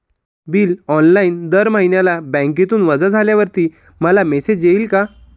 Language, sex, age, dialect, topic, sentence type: Marathi, male, 25-30, Standard Marathi, banking, question